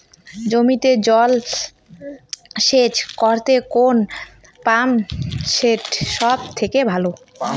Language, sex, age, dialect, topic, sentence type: Bengali, female, 18-24, Rajbangshi, agriculture, question